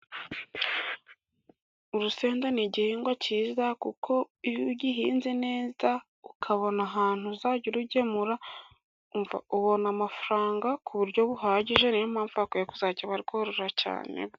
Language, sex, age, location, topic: Kinyarwanda, male, 18-24, Burera, agriculture